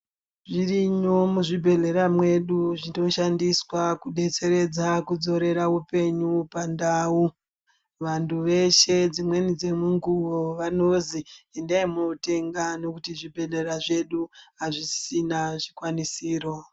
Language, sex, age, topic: Ndau, male, 36-49, health